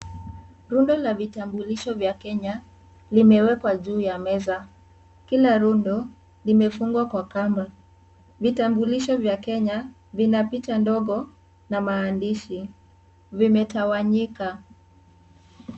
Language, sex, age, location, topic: Swahili, female, 18-24, Kisii, government